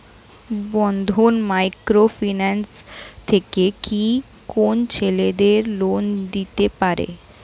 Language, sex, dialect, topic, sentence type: Bengali, female, Standard Colloquial, banking, question